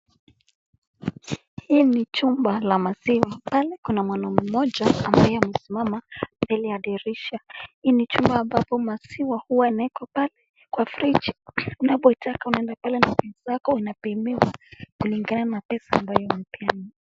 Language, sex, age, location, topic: Swahili, female, 25-35, Nakuru, finance